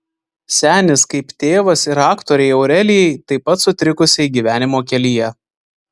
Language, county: Lithuanian, Vilnius